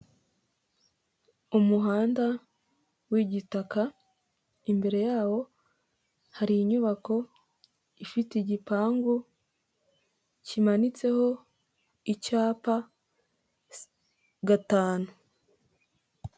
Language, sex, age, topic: Kinyarwanda, female, 18-24, government